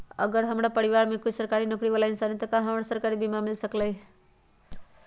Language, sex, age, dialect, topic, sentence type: Magahi, male, 36-40, Western, agriculture, question